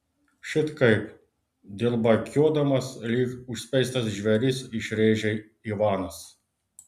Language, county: Lithuanian, Klaipėda